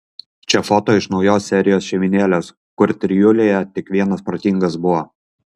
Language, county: Lithuanian, Kaunas